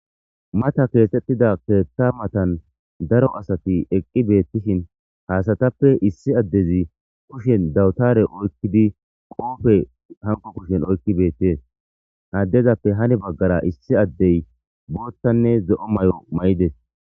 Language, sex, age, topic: Gamo, male, 18-24, government